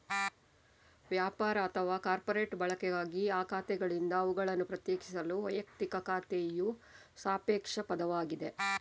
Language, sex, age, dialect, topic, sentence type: Kannada, female, 25-30, Coastal/Dakshin, banking, statement